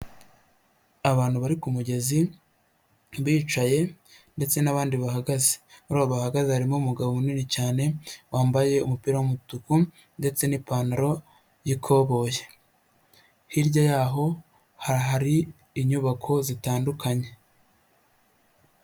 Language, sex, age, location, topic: Kinyarwanda, male, 25-35, Huye, health